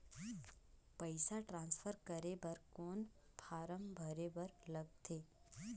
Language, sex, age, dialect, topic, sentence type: Chhattisgarhi, female, 31-35, Northern/Bhandar, banking, question